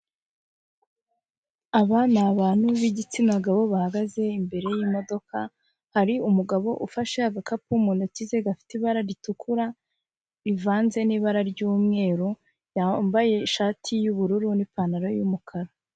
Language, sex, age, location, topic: Kinyarwanda, female, 25-35, Kigali, finance